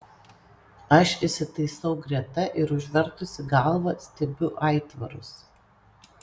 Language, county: Lithuanian, Panevėžys